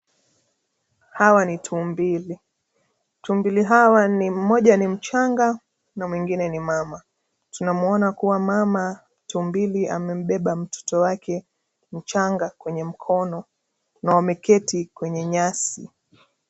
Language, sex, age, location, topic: Swahili, female, 25-35, Nairobi, government